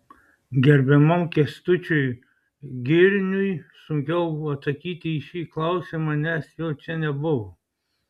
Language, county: Lithuanian, Klaipėda